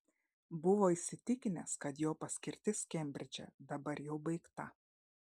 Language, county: Lithuanian, Šiauliai